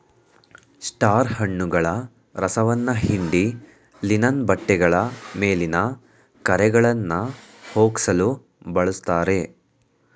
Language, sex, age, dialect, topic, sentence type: Kannada, male, 18-24, Mysore Kannada, agriculture, statement